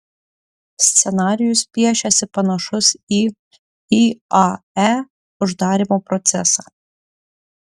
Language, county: Lithuanian, Utena